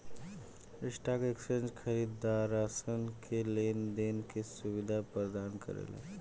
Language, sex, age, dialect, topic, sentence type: Bhojpuri, male, 18-24, Southern / Standard, banking, statement